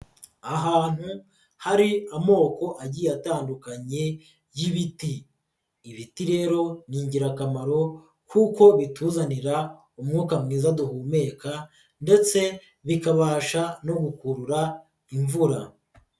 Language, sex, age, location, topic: Kinyarwanda, male, 50+, Nyagatare, agriculture